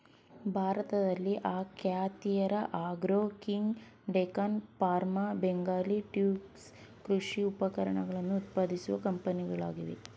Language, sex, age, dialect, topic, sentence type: Kannada, female, 18-24, Mysore Kannada, agriculture, statement